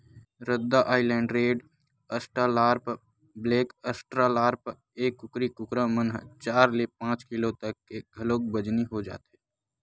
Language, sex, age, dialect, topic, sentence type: Chhattisgarhi, male, 18-24, Western/Budati/Khatahi, agriculture, statement